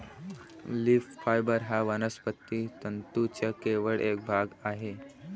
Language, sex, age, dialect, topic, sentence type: Marathi, male, 25-30, Varhadi, agriculture, statement